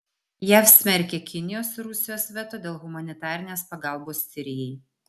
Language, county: Lithuanian, Vilnius